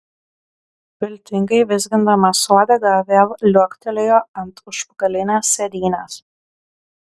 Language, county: Lithuanian, Klaipėda